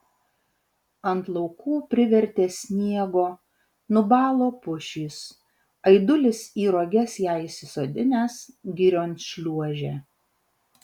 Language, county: Lithuanian, Vilnius